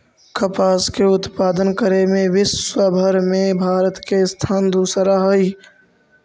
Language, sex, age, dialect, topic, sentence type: Magahi, male, 46-50, Central/Standard, agriculture, statement